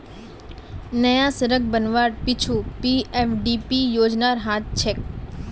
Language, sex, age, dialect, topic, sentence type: Magahi, female, 25-30, Northeastern/Surjapuri, banking, statement